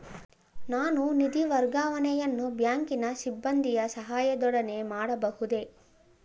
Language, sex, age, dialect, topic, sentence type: Kannada, female, 25-30, Mysore Kannada, banking, question